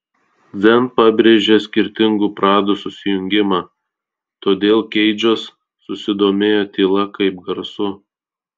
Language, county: Lithuanian, Tauragė